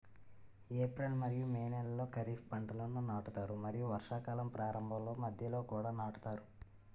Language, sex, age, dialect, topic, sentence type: Telugu, male, 18-24, Utterandhra, agriculture, statement